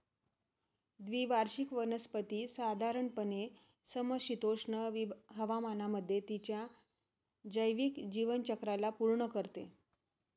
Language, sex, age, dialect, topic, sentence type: Marathi, female, 36-40, Northern Konkan, agriculture, statement